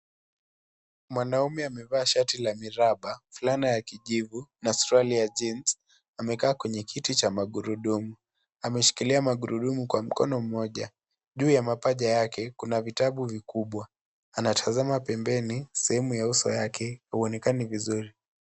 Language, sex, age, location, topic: Swahili, male, 18-24, Kisii, education